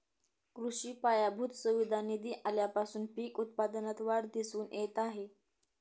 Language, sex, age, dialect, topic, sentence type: Marathi, female, 18-24, Standard Marathi, agriculture, statement